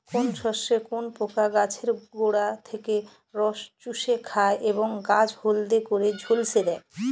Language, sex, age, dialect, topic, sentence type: Bengali, female, 31-35, Northern/Varendri, agriculture, question